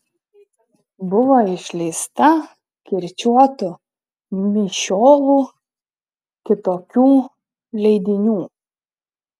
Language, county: Lithuanian, Šiauliai